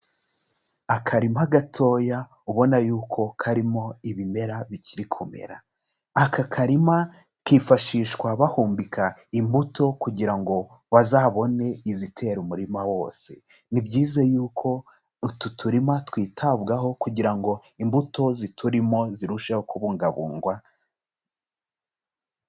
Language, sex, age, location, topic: Kinyarwanda, male, 25-35, Kigali, agriculture